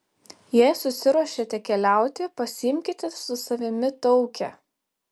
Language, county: Lithuanian, Telšiai